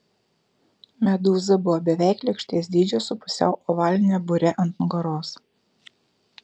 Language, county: Lithuanian, Kaunas